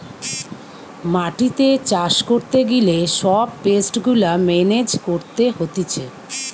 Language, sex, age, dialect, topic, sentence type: Bengali, female, 46-50, Western, agriculture, statement